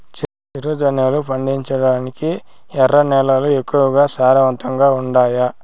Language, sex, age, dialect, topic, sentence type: Telugu, male, 18-24, Southern, agriculture, question